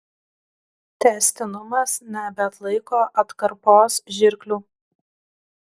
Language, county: Lithuanian, Klaipėda